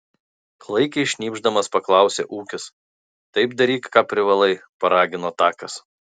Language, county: Lithuanian, Kaunas